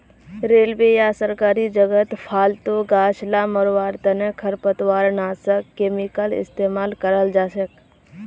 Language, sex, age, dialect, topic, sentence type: Magahi, female, 18-24, Northeastern/Surjapuri, agriculture, statement